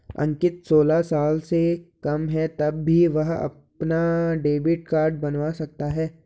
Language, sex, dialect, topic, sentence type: Hindi, male, Garhwali, banking, statement